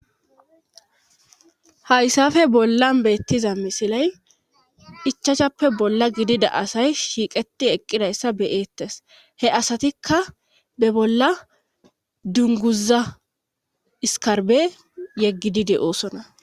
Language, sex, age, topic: Gamo, female, 25-35, government